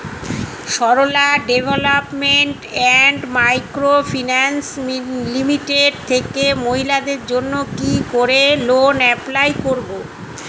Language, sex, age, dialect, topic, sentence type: Bengali, female, 46-50, Standard Colloquial, banking, question